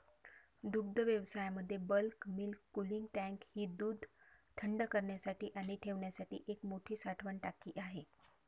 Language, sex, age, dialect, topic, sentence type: Marathi, female, 36-40, Varhadi, agriculture, statement